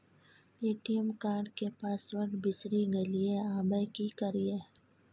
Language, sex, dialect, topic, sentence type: Maithili, female, Bajjika, banking, question